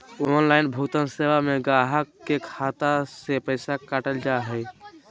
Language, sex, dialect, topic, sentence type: Magahi, male, Southern, banking, statement